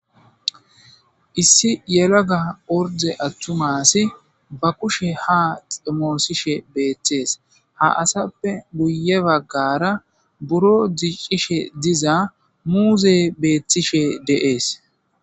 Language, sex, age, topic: Gamo, male, 25-35, agriculture